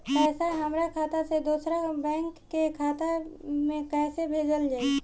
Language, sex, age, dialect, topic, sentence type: Bhojpuri, female, 18-24, Southern / Standard, banking, question